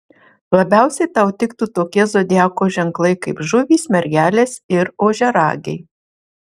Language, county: Lithuanian, Marijampolė